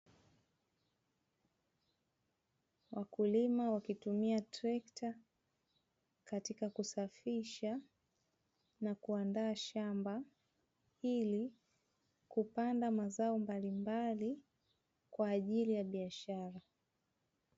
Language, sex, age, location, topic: Swahili, female, 25-35, Dar es Salaam, agriculture